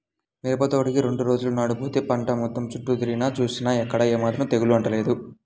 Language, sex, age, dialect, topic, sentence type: Telugu, male, 18-24, Central/Coastal, agriculture, statement